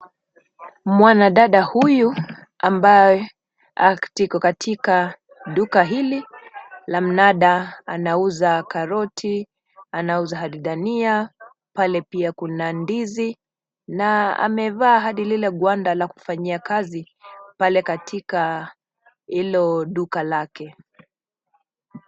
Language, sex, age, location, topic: Swahili, female, 25-35, Nairobi, finance